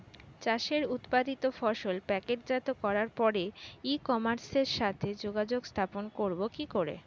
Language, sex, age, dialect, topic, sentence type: Bengali, female, 18-24, Standard Colloquial, agriculture, question